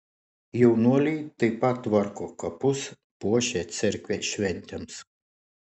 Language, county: Lithuanian, Šiauliai